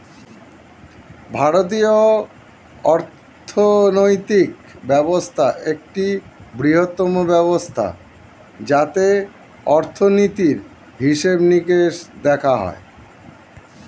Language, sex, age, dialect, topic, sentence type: Bengali, male, 51-55, Standard Colloquial, banking, statement